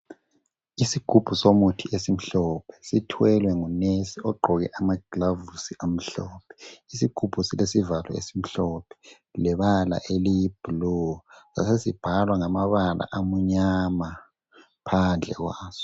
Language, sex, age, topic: North Ndebele, male, 18-24, health